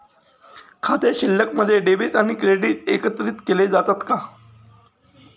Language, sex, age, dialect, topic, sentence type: Marathi, male, 36-40, Standard Marathi, banking, question